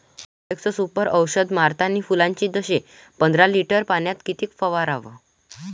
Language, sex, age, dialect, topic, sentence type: Marathi, male, 18-24, Varhadi, agriculture, question